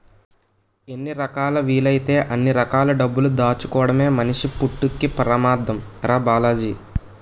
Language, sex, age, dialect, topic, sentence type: Telugu, male, 18-24, Utterandhra, banking, statement